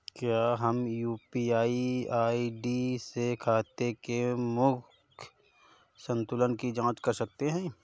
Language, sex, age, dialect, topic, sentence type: Hindi, male, 31-35, Awadhi Bundeli, banking, question